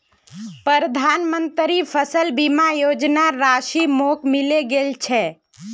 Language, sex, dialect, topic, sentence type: Magahi, female, Northeastern/Surjapuri, agriculture, statement